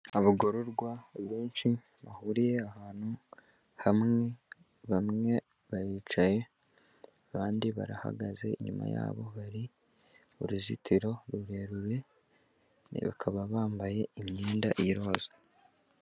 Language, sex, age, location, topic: Kinyarwanda, male, 18-24, Kigali, government